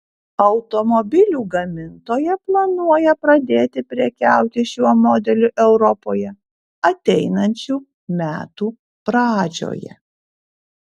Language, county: Lithuanian, Kaunas